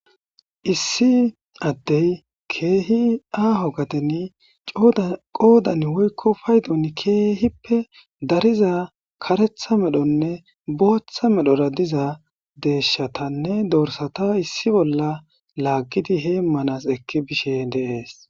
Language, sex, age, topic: Gamo, male, 25-35, agriculture